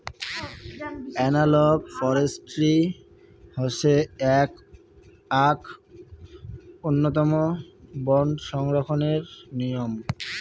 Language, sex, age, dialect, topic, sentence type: Bengali, male, 60-100, Rajbangshi, agriculture, statement